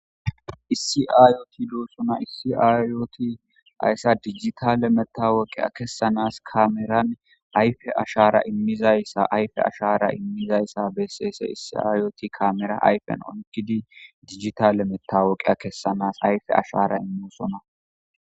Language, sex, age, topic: Gamo, female, 18-24, government